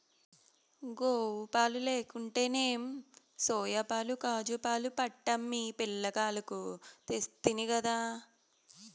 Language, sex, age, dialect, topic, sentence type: Telugu, female, 31-35, Southern, agriculture, statement